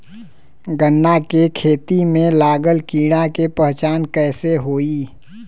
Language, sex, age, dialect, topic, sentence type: Bhojpuri, male, 25-30, Western, agriculture, question